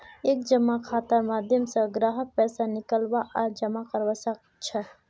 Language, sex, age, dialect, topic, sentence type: Magahi, male, 41-45, Northeastern/Surjapuri, banking, statement